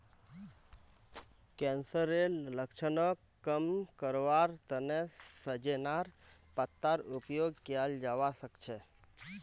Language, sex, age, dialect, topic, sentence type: Magahi, male, 25-30, Northeastern/Surjapuri, agriculture, statement